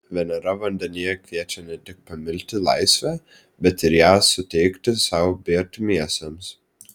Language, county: Lithuanian, Vilnius